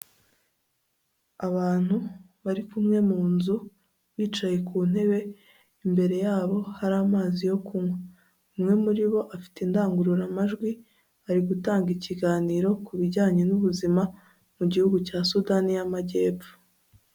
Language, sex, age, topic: Kinyarwanda, female, 18-24, health